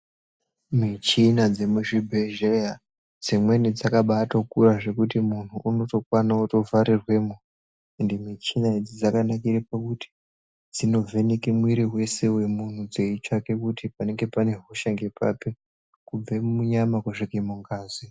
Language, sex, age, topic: Ndau, male, 18-24, health